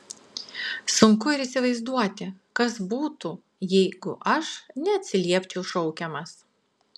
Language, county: Lithuanian, Klaipėda